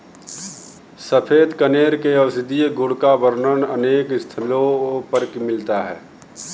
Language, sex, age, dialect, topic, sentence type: Hindi, male, 31-35, Kanauji Braj Bhasha, agriculture, statement